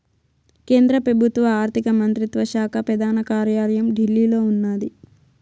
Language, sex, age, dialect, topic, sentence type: Telugu, female, 25-30, Southern, banking, statement